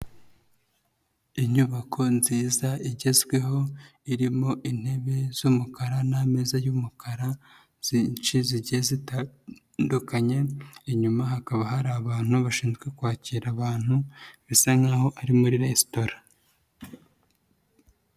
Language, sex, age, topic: Kinyarwanda, female, 36-49, finance